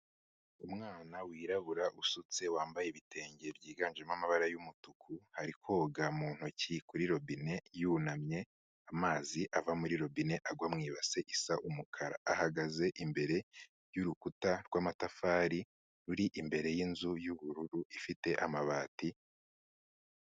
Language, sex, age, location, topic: Kinyarwanda, male, 25-35, Kigali, health